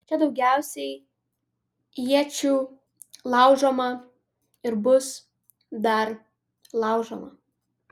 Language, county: Lithuanian, Vilnius